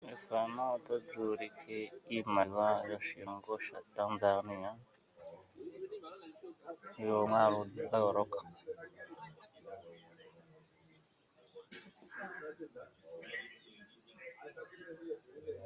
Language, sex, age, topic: Oshiwambo, male, 36-49, finance